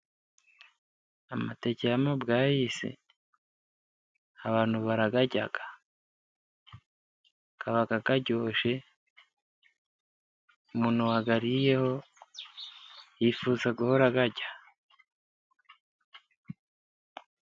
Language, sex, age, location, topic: Kinyarwanda, male, 25-35, Musanze, agriculture